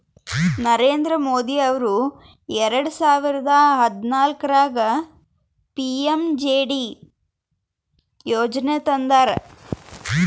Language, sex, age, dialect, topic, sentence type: Kannada, female, 18-24, Northeastern, banking, statement